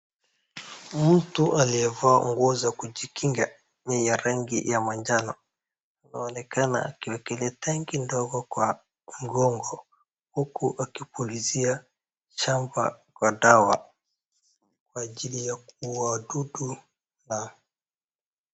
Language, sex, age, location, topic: Swahili, male, 18-24, Wajir, health